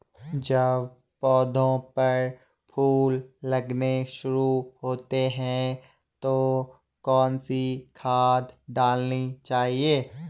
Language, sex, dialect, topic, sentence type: Hindi, male, Garhwali, agriculture, question